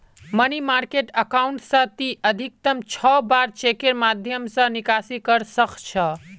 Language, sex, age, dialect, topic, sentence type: Magahi, male, 18-24, Northeastern/Surjapuri, banking, statement